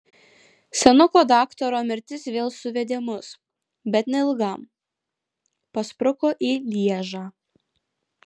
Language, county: Lithuanian, Alytus